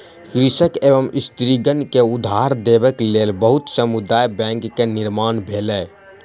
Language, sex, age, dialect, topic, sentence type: Maithili, male, 60-100, Southern/Standard, banking, statement